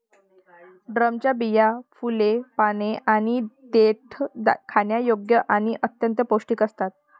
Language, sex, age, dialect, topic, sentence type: Marathi, female, 25-30, Varhadi, agriculture, statement